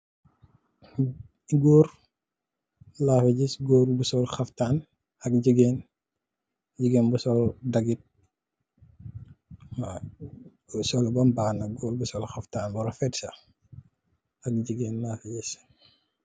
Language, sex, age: Wolof, male, 18-24